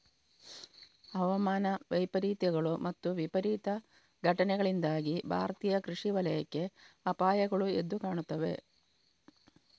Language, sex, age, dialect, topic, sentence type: Kannada, female, 25-30, Coastal/Dakshin, agriculture, statement